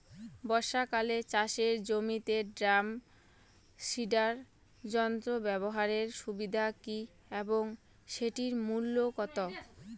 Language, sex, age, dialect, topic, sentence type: Bengali, female, 18-24, Rajbangshi, agriculture, question